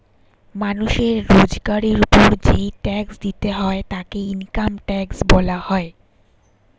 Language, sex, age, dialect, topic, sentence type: Bengali, female, 25-30, Standard Colloquial, banking, statement